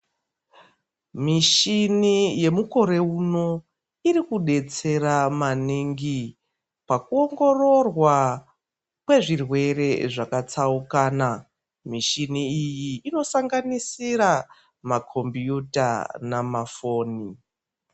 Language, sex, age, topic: Ndau, female, 36-49, health